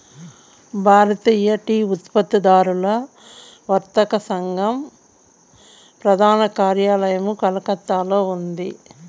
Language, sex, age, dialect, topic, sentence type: Telugu, female, 51-55, Southern, agriculture, statement